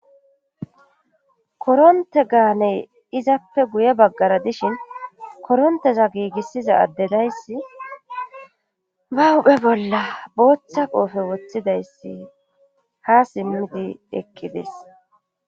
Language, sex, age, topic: Gamo, female, 25-35, government